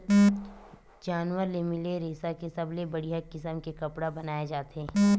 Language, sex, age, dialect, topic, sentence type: Chhattisgarhi, female, 25-30, Western/Budati/Khatahi, agriculture, statement